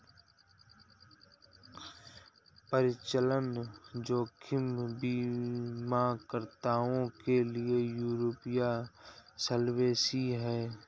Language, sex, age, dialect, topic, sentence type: Hindi, male, 18-24, Awadhi Bundeli, banking, statement